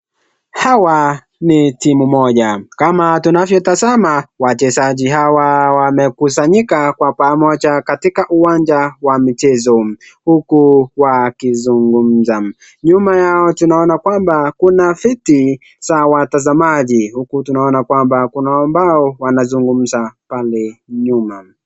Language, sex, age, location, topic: Swahili, male, 18-24, Nakuru, government